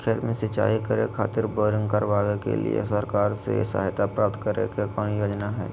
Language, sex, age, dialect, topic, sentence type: Magahi, male, 56-60, Southern, agriculture, question